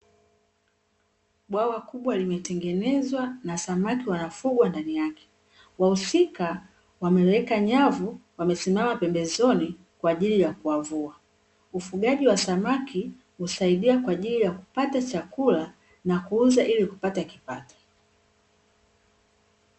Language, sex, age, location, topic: Swahili, female, 36-49, Dar es Salaam, agriculture